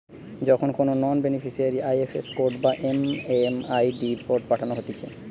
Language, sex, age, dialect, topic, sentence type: Bengali, male, 25-30, Western, banking, statement